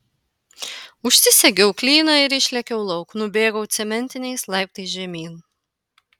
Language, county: Lithuanian, Panevėžys